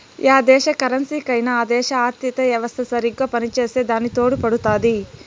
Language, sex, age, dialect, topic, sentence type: Telugu, male, 18-24, Southern, banking, statement